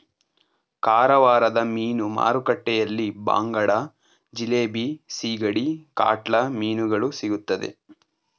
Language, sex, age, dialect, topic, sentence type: Kannada, male, 18-24, Mysore Kannada, agriculture, statement